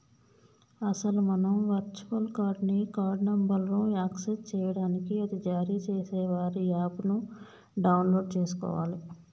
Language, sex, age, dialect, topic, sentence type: Telugu, male, 18-24, Telangana, banking, statement